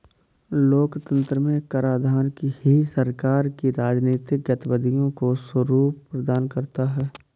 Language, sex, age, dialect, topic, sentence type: Hindi, male, 18-24, Awadhi Bundeli, banking, statement